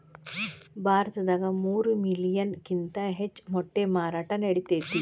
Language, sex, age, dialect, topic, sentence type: Kannada, female, 36-40, Dharwad Kannada, agriculture, statement